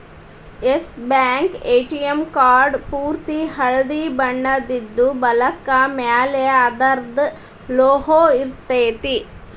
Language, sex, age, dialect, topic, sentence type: Kannada, female, 36-40, Dharwad Kannada, banking, statement